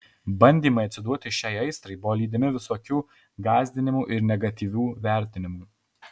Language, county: Lithuanian, Alytus